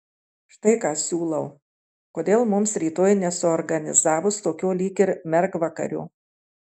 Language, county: Lithuanian, Marijampolė